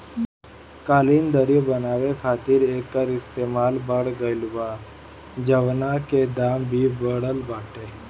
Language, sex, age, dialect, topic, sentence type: Bhojpuri, male, 31-35, Northern, agriculture, statement